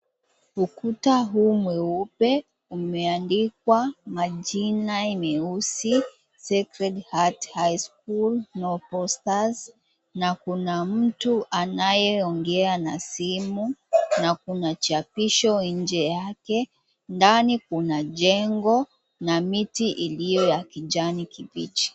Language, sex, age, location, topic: Swahili, female, 18-24, Mombasa, education